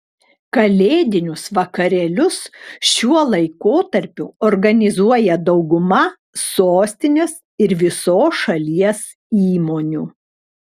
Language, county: Lithuanian, Klaipėda